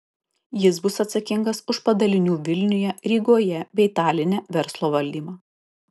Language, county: Lithuanian, Kaunas